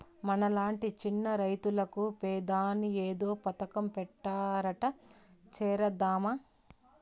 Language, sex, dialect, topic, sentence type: Telugu, female, Southern, agriculture, statement